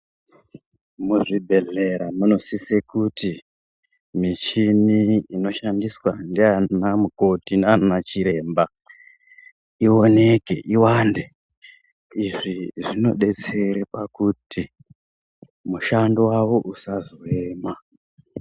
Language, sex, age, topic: Ndau, female, 36-49, health